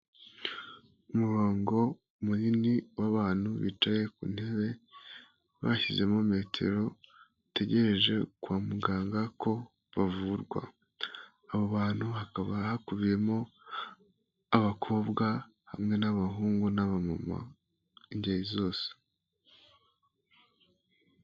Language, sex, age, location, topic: Kinyarwanda, female, 18-24, Kigali, health